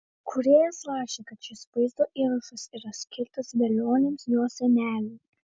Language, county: Lithuanian, Vilnius